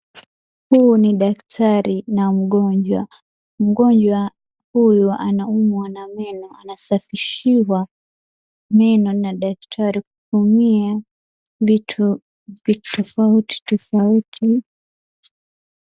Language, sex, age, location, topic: Swahili, female, 18-24, Wajir, health